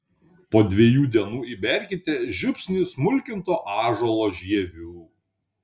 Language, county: Lithuanian, Panevėžys